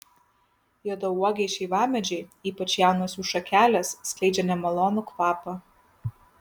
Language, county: Lithuanian, Kaunas